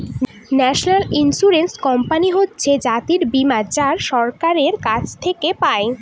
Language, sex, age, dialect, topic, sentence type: Bengali, female, <18, Northern/Varendri, banking, statement